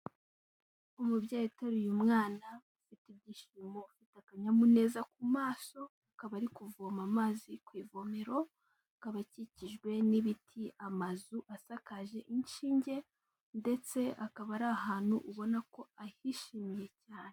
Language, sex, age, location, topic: Kinyarwanda, female, 18-24, Kigali, health